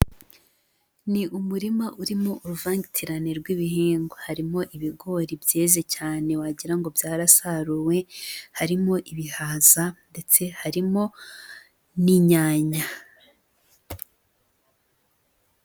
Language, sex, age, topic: Kinyarwanda, female, 18-24, agriculture